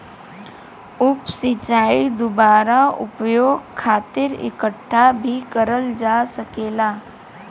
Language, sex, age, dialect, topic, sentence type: Bhojpuri, female, 18-24, Western, agriculture, statement